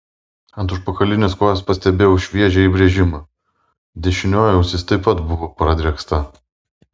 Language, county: Lithuanian, Vilnius